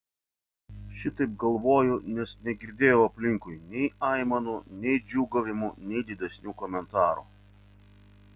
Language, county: Lithuanian, Vilnius